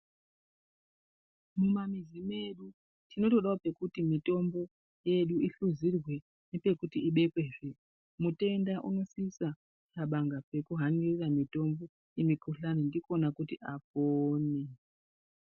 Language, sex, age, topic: Ndau, female, 36-49, health